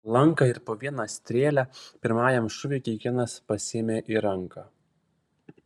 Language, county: Lithuanian, Vilnius